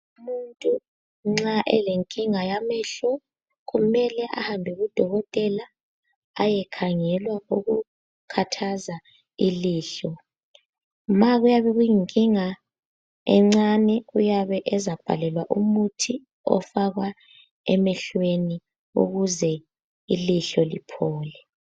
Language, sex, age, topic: North Ndebele, female, 18-24, health